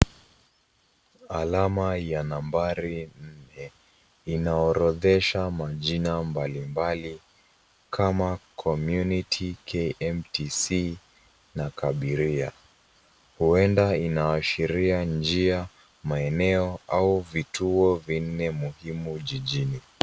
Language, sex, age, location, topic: Swahili, female, 25-35, Nairobi, government